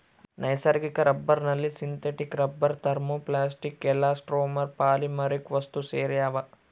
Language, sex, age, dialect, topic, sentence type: Kannada, male, 41-45, Central, agriculture, statement